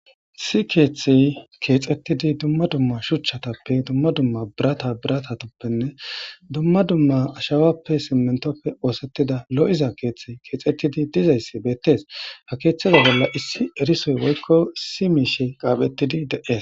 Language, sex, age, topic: Gamo, female, 18-24, government